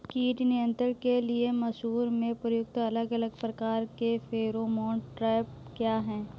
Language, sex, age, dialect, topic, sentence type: Hindi, male, 31-35, Awadhi Bundeli, agriculture, question